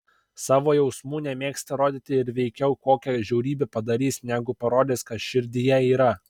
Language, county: Lithuanian, Kaunas